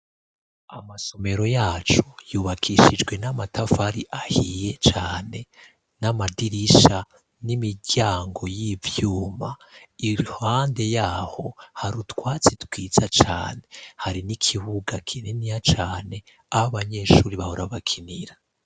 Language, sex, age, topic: Rundi, male, 25-35, education